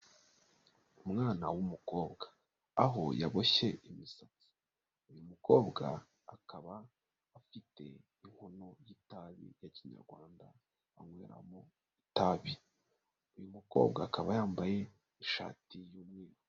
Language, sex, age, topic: Kinyarwanda, male, 25-35, government